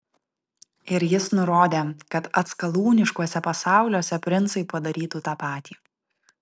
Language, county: Lithuanian, Vilnius